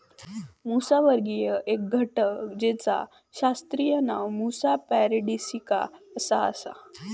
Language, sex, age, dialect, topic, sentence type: Marathi, female, 18-24, Southern Konkan, agriculture, statement